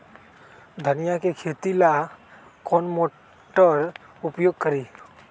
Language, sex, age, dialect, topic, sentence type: Magahi, male, 18-24, Western, agriculture, question